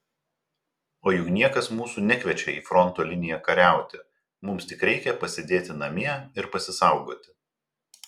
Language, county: Lithuanian, Telšiai